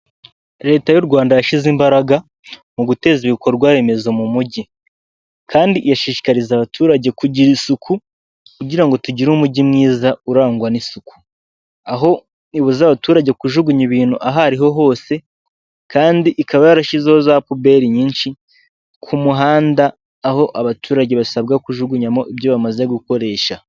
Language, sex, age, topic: Kinyarwanda, male, 18-24, government